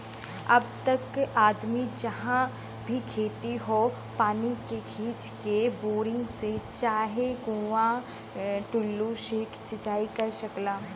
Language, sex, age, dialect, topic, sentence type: Bhojpuri, female, 31-35, Western, agriculture, statement